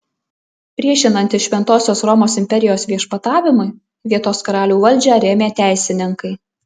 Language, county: Lithuanian, Alytus